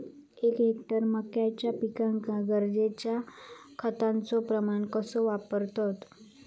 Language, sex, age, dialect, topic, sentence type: Marathi, female, 25-30, Southern Konkan, agriculture, question